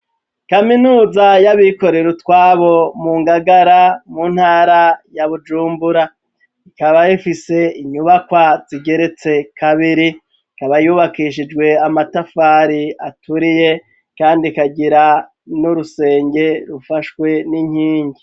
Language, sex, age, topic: Rundi, male, 36-49, education